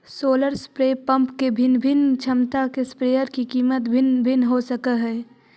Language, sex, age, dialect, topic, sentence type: Magahi, female, 25-30, Central/Standard, agriculture, statement